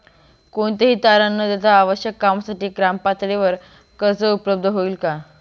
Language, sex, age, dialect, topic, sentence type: Marathi, female, 18-24, Northern Konkan, banking, question